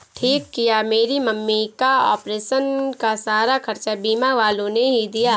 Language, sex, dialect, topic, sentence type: Hindi, female, Marwari Dhudhari, banking, statement